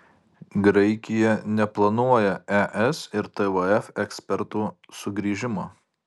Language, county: Lithuanian, Marijampolė